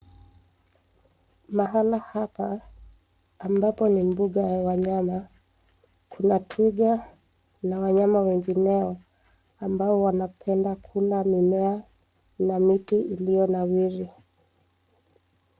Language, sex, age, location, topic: Swahili, female, 25-35, Nairobi, government